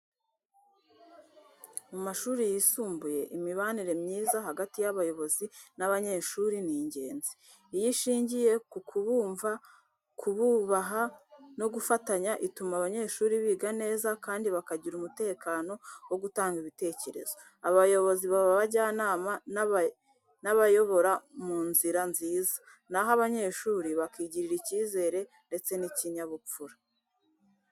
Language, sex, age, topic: Kinyarwanda, female, 36-49, education